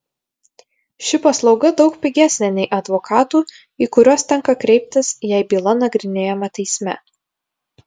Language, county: Lithuanian, Vilnius